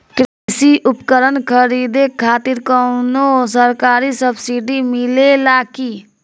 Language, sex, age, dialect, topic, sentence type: Bhojpuri, female, 18-24, Northern, agriculture, question